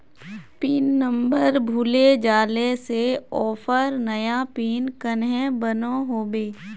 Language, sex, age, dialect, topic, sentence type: Magahi, female, 25-30, Northeastern/Surjapuri, banking, question